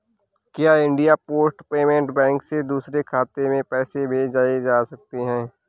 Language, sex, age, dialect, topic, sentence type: Hindi, male, 18-24, Awadhi Bundeli, banking, question